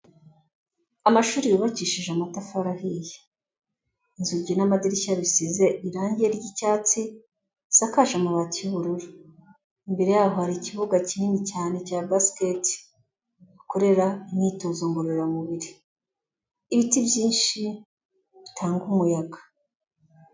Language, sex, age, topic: Kinyarwanda, female, 25-35, education